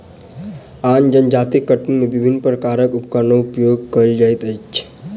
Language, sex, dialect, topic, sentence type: Maithili, male, Southern/Standard, agriculture, statement